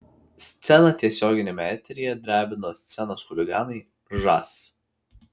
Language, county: Lithuanian, Vilnius